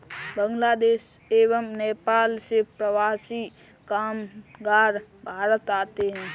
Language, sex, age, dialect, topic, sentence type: Hindi, female, 18-24, Kanauji Braj Bhasha, agriculture, statement